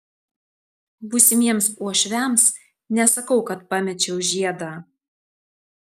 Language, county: Lithuanian, Tauragė